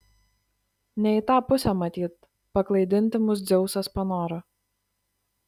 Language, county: Lithuanian, Klaipėda